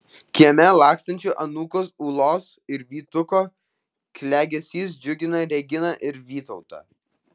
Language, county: Lithuanian, Vilnius